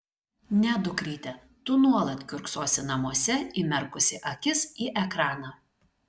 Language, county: Lithuanian, Šiauliai